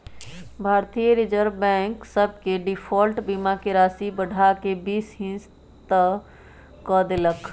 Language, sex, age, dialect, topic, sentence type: Magahi, female, 25-30, Western, banking, statement